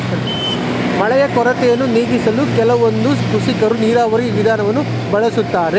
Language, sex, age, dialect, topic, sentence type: Kannada, male, 36-40, Mysore Kannada, agriculture, statement